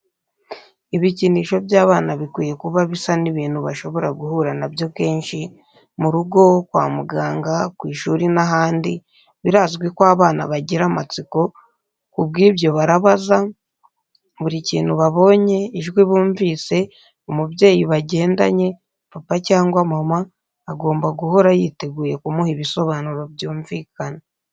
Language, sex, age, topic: Kinyarwanda, female, 25-35, education